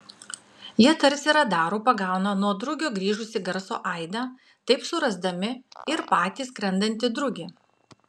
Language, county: Lithuanian, Klaipėda